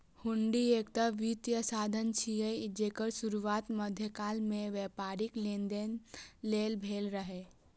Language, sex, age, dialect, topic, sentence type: Maithili, female, 18-24, Eastern / Thethi, banking, statement